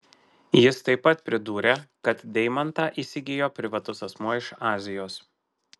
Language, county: Lithuanian, Marijampolė